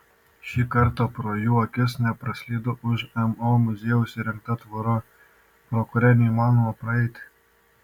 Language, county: Lithuanian, Šiauliai